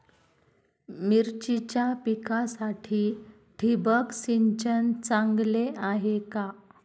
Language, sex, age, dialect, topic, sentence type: Marathi, female, 25-30, Standard Marathi, agriculture, question